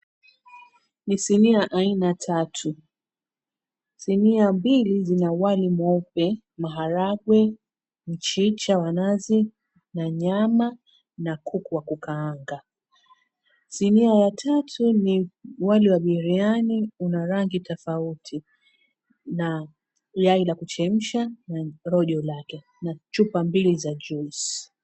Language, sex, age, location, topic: Swahili, female, 36-49, Mombasa, agriculture